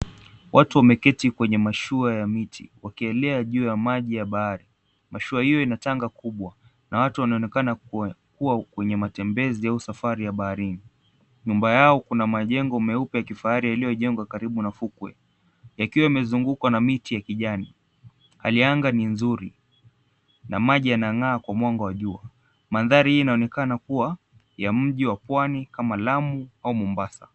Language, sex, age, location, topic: Swahili, male, 18-24, Mombasa, government